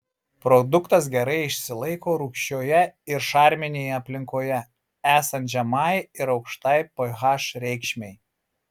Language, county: Lithuanian, Marijampolė